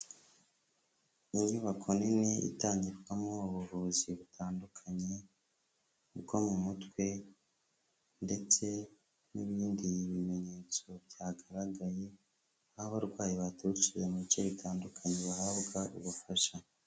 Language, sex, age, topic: Kinyarwanda, male, 25-35, health